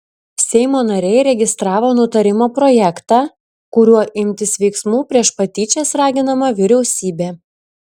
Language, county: Lithuanian, Šiauliai